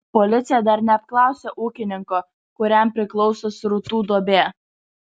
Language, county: Lithuanian, Vilnius